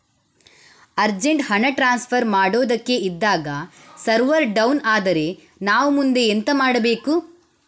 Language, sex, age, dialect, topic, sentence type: Kannada, female, 25-30, Coastal/Dakshin, banking, question